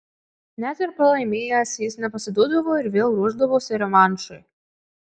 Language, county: Lithuanian, Marijampolė